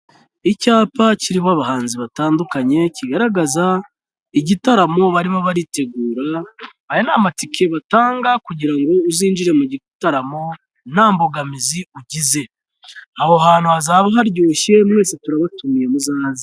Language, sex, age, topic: Kinyarwanda, male, 36-49, finance